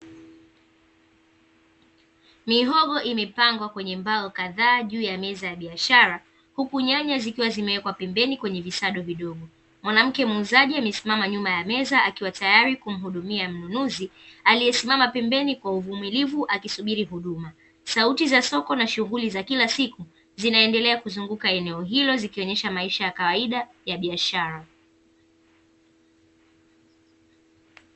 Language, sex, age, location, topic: Swahili, female, 18-24, Dar es Salaam, finance